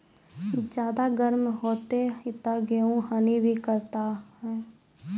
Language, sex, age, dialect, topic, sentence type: Maithili, female, 18-24, Angika, agriculture, question